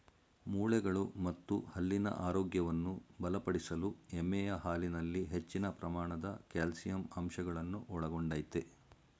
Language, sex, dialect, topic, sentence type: Kannada, male, Mysore Kannada, agriculture, statement